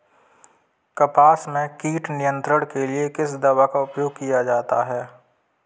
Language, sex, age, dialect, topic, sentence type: Hindi, male, 18-24, Kanauji Braj Bhasha, agriculture, question